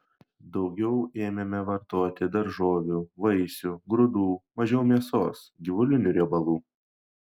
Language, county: Lithuanian, Šiauliai